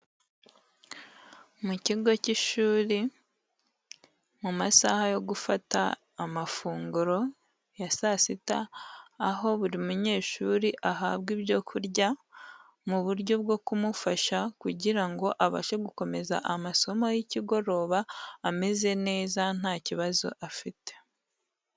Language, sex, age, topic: Kinyarwanda, female, 18-24, health